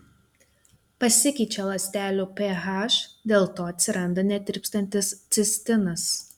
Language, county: Lithuanian, Telšiai